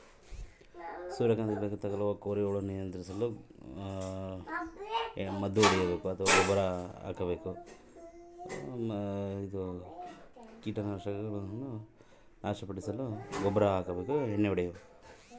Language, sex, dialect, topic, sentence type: Kannada, male, Central, agriculture, question